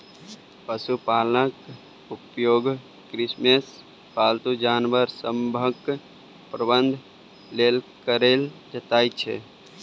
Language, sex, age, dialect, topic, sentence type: Maithili, male, 18-24, Bajjika, agriculture, statement